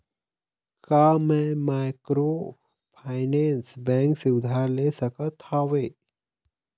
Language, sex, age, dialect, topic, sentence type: Chhattisgarhi, male, 31-35, Eastern, banking, question